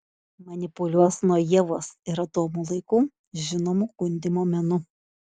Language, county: Lithuanian, Šiauliai